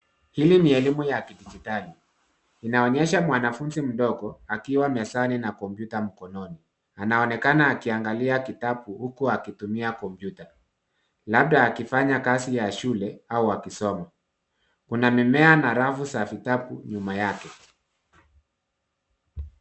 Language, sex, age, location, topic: Swahili, male, 50+, Nairobi, education